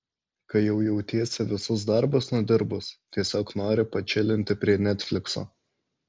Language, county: Lithuanian, Alytus